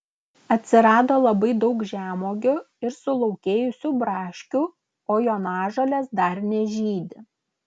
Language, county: Lithuanian, Klaipėda